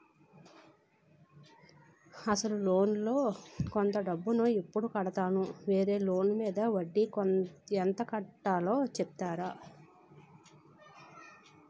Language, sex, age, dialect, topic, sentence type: Telugu, female, 36-40, Utterandhra, banking, question